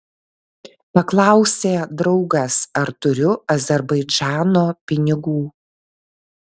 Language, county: Lithuanian, Vilnius